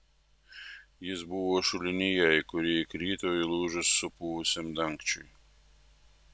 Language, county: Lithuanian, Vilnius